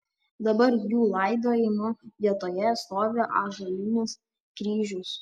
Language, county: Lithuanian, Panevėžys